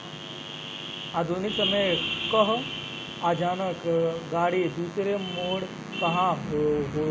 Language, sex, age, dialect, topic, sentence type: Bhojpuri, male, <18, Northern, agriculture, statement